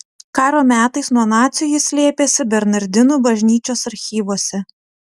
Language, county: Lithuanian, Utena